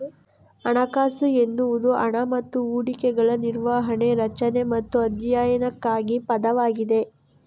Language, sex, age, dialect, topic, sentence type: Kannada, female, 51-55, Coastal/Dakshin, banking, statement